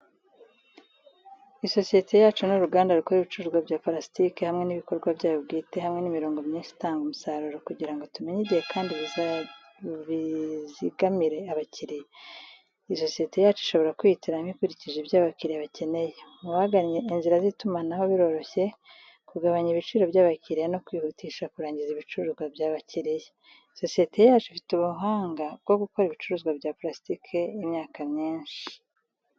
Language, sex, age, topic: Kinyarwanda, female, 36-49, education